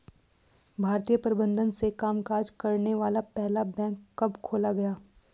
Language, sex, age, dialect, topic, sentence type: Hindi, female, 18-24, Hindustani Malvi Khadi Boli, banking, question